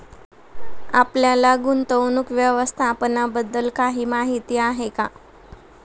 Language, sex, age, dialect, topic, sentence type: Marathi, female, 25-30, Standard Marathi, banking, statement